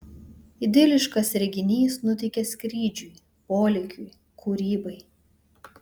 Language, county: Lithuanian, Vilnius